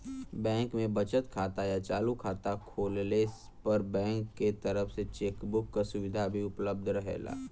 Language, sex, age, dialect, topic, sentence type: Bhojpuri, male, 18-24, Western, banking, statement